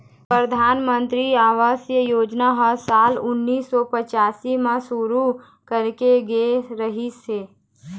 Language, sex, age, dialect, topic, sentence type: Chhattisgarhi, female, 18-24, Eastern, banking, statement